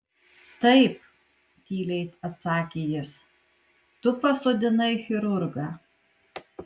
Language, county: Lithuanian, Kaunas